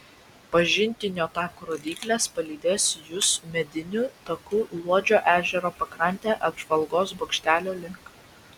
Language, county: Lithuanian, Vilnius